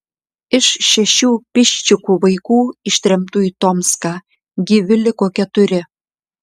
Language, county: Lithuanian, Klaipėda